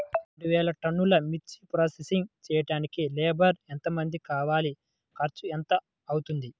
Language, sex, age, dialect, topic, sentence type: Telugu, male, 18-24, Central/Coastal, agriculture, question